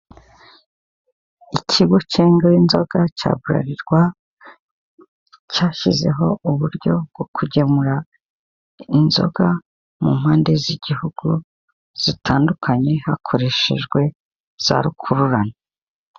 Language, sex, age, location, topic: Kinyarwanda, female, 50+, Kigali, government